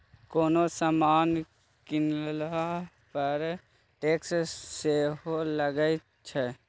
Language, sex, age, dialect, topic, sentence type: Maithili, male, 18-24, Bajjika, banking, statement